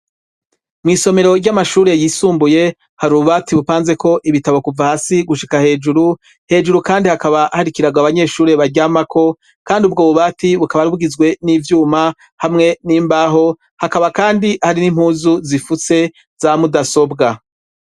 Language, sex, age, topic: Rundi, female, 25-35, education